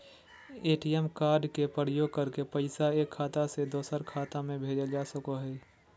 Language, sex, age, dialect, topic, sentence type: Magahi, male, 41-45, Southern, banking, statement